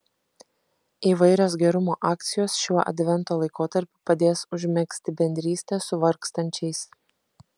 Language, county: Lithuanian, Kaunas